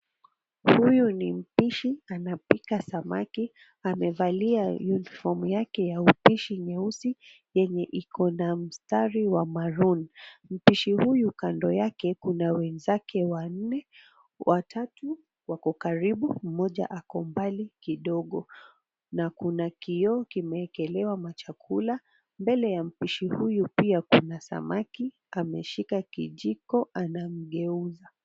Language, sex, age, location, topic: Swahili, female, 36-49, Mombasa, agriculture